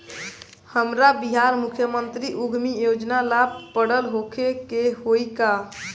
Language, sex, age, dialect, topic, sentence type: Bhojpuri, male, 18-24, Northern, banking, question